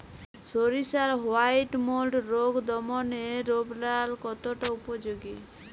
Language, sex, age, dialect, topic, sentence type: Bengali, female, 18-24, Jharkhandi, agriculture, question